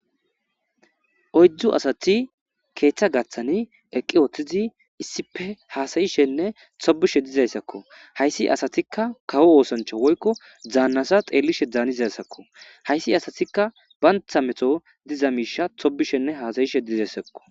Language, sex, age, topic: Gamo, male, 25-35, government